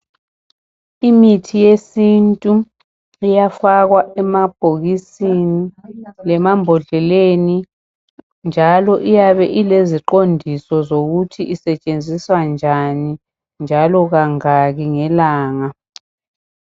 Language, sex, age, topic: North Ndebele, male, 50+, health